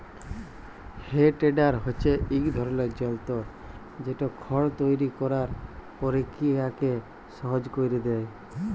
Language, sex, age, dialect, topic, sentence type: Bengali, female, 31-35, Jharkhandi, agriculture, statement